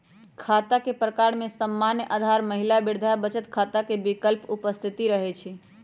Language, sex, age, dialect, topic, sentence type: Magahi, female, 31-35, Western, banking, statement